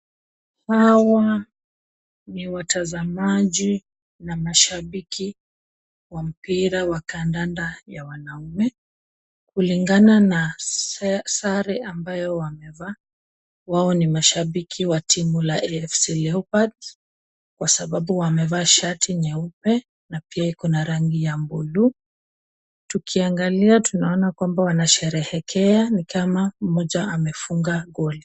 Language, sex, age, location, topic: Swahili, female, 25-35, Kisumu, government